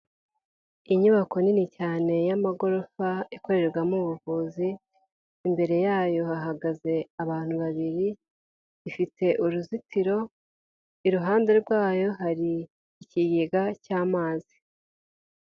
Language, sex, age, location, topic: Kinyarwanda, female, 18-24, Huye, health